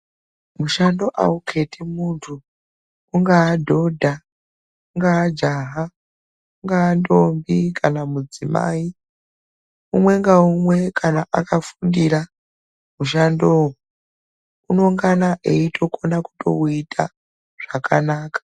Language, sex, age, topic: Ndau, female, 36-49, education